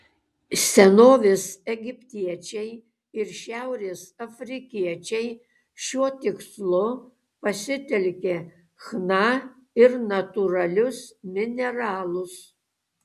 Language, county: Lithuanian, Kaunas